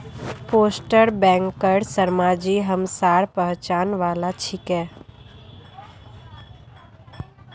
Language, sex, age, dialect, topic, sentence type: Magahi, female, 41-45, Northeastern/Surjapuri, banking, statement